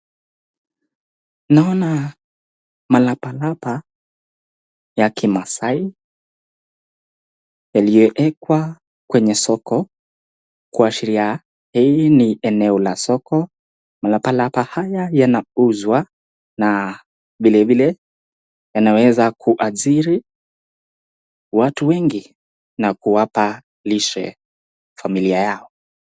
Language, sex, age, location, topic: Swahili, male, 18-24, Nakuru, finance